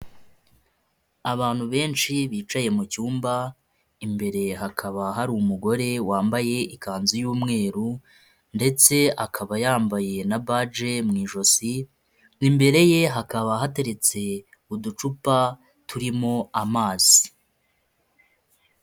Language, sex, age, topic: Kinyarwanda, male, 25-35, health